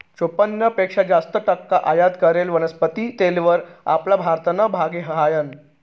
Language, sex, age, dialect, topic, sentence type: Marathi, male, 31-35, Northern Konkan, agriculture, statement